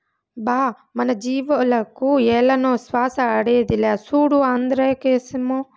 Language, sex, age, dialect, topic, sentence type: Telugu, female, 25-30, Southern, agriculture, statement